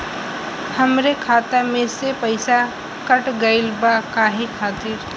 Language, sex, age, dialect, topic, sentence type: Bhojpuri, female, <18, Western, banking, question